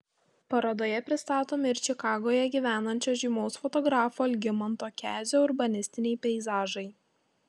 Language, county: Lithuanian, Tauragė